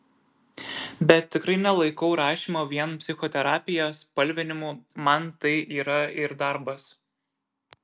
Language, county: Lithuanian, Šiauliai